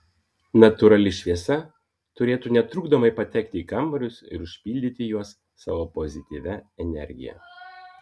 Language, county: Lithuanian, Vilnius